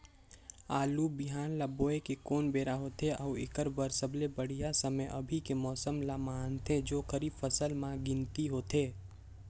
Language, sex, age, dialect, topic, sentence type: Chhattisgarhi, male, 18-24, Northern/Bhandar, agriculture, question